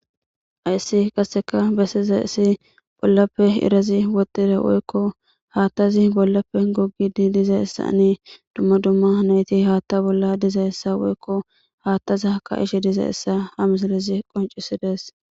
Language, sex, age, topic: Gamo, female, 18-24, government